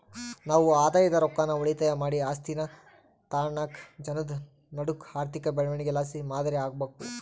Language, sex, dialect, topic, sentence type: Kannada, male, Central, banking, statement